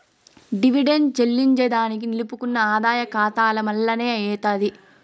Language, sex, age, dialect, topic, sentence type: Telugu, female, 18-24, Southern, banking, statement